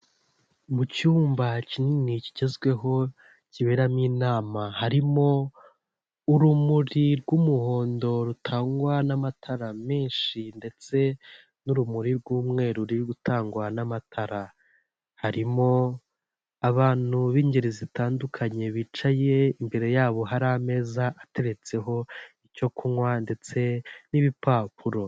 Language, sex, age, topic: Kinyarwanda, male, 18-24, government